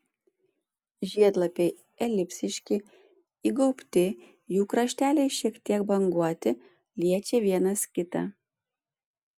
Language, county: Lithuanian, Panevėžys